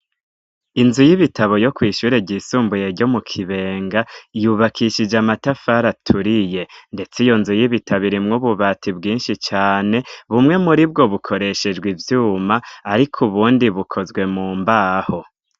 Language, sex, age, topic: Rundi, male, 25-35, education